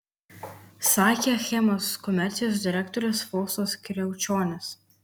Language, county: Lithuanian, Kaunas